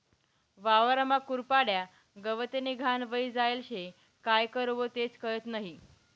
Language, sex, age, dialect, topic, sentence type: Marathi, female, 18-24, Northern Konkan, agriculture, statement